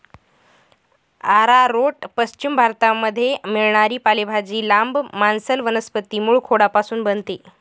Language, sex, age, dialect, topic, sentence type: Marathi, female, 18-24, Northern Konkan, agriculture, statement